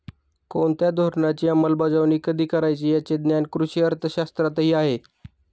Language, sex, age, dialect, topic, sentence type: Marathi, male, 31-35, Standard Marathi, banking, statement